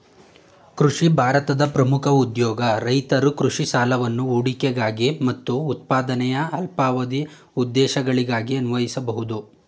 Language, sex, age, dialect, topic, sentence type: Kannada, male, 18-24, Mysore Kannada, agriculture, statement